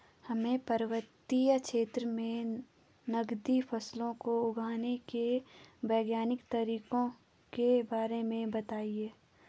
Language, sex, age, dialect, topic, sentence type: Hindi, female, 18-24, Garhwali, agriculture, question